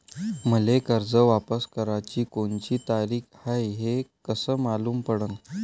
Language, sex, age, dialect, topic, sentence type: Marathi, male, 18-24, Varhadi, banking, question